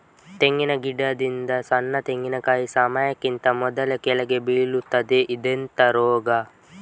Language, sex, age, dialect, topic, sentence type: Kannada, male, 25-30, Coastal/Dakshin, agriculture, question